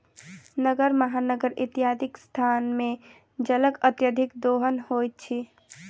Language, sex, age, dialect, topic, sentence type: Maithili, female, 18-24, Southern/Standard, agriculture, statement